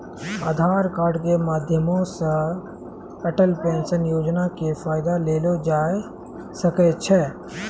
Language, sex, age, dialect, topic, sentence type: Maithili, male, 25-30, Angika, banking, statement